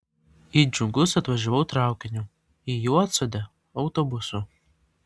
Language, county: Lithuanian, Vilnius